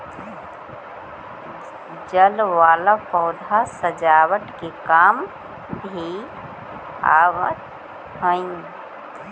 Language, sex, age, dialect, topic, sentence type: Magahi, female, 60-100, Central/Standard, agriculture, statement